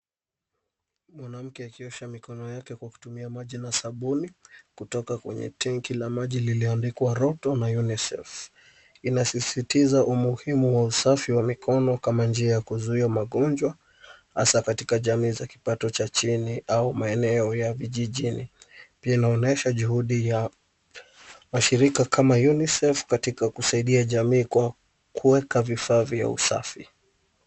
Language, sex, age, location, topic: Swahili, male, 25-35, Kisumu, health